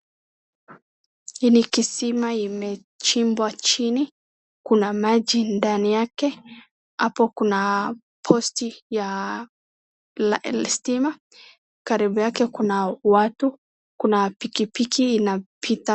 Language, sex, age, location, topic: Swahili, male, 18-24, Wajir, government